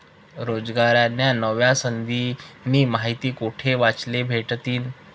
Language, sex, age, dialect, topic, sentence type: Marathi, male, 18-24, Northern Konkan, banking, statement